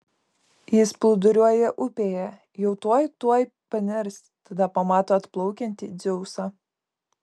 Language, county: Lithuanian, Kaunas